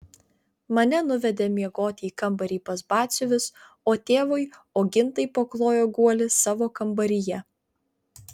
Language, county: Lithuanian, Vilnius